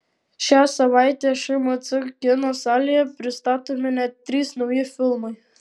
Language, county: Lithuanian, Alytus